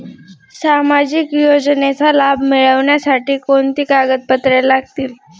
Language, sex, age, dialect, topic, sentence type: Marathi, female, 31-35, Northern Konkan, banking, question